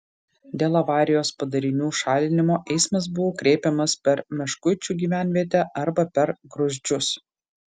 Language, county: Lithuanian, Marijampolė